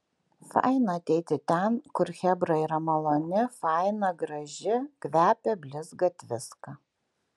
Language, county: Lithuanian, Kaunas